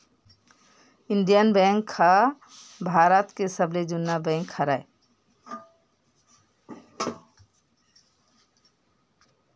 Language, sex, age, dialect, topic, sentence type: Chhattisgarhi, female, 46-50, Western/Budati/Khatahi, banking, statement